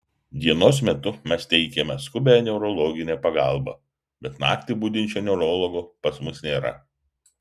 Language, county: Lithuanian, Vilnius